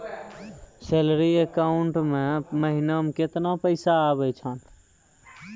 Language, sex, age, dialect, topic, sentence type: Maithili, male, 18-24, Angika, banking, statement